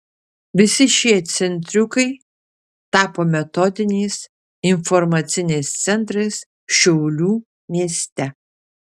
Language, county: Lithuanian, Kaunas